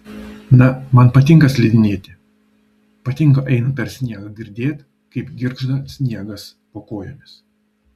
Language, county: Lithuanian, Vilnius